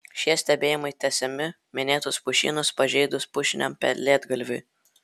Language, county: Lithuanian, Vilnius